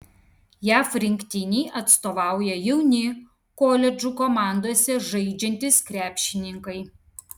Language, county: Lithuanian, Kaunas